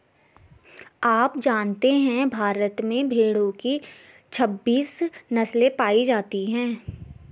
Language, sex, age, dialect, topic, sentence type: Hindi, female, 60-100, Garhwali, agriculture, statement